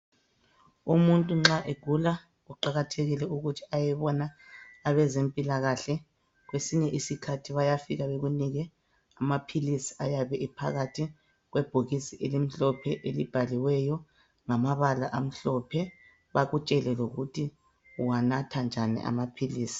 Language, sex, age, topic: North Ndebele, female, 25-35, health